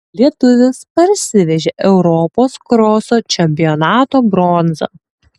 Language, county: Lithuanian, Tauragė